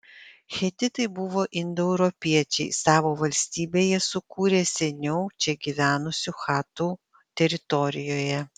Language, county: Lithuanian, Panevėžys